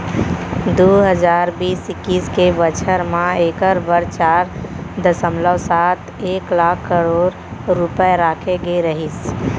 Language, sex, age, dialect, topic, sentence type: Chhattisgarhi, female, 18-24, Central, banking, statement